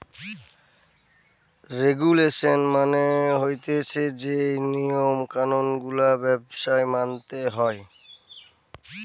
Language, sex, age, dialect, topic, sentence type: Bengali, male, 60-100, Western, banking, statement